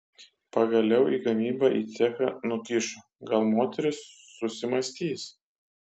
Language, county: Lithuanian, Kaunas